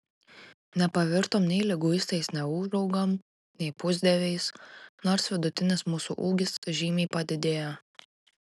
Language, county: Lithuanian, Klaipėda